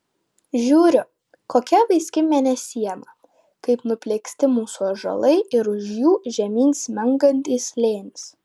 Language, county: Lithuanian, Vilnius